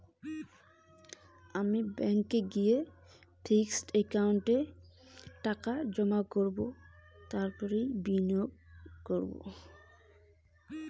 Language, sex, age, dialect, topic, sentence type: Bengali, female, 18-24, Rajbangshi, banking, question